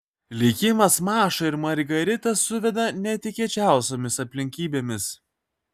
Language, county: Lithuanian, Kaunas